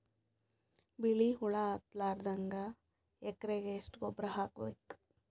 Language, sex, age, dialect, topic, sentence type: Kannada, female, 25-30, Northeastern, agriculture, question